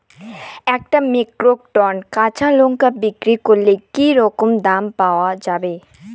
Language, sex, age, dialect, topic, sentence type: Bengali, female, 18-24, Rajbangshi, agriculture, question